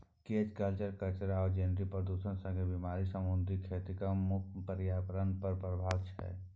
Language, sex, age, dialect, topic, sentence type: Maithili, male, 18-24, Bajjika, agriculture, statement